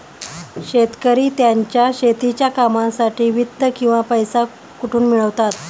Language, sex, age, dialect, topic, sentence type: Marathi, female, 31-35, Standard Marathi, agriculture, question